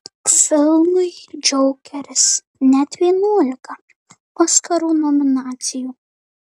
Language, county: Lithuanian, Marijampolė